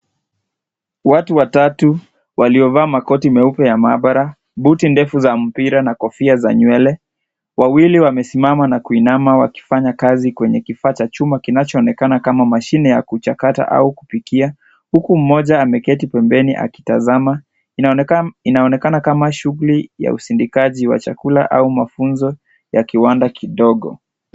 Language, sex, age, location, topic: Swahili, female, 25-35, Kisii, agriculture